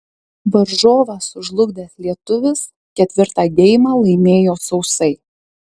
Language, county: Lithuanian, Marijampolė